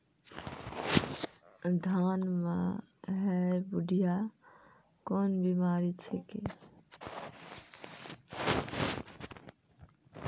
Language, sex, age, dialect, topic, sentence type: Maithili, female, 25-30, Angika, agriculture, question